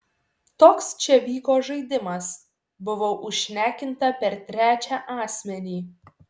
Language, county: Lithuanian, Šiauliai